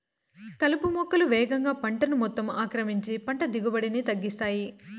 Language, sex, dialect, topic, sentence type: Telugu, female, Southern, agriculture, statement